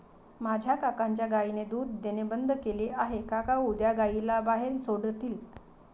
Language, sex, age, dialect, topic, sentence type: Marathi, female, 56-60, Varhadi, agriculture, statement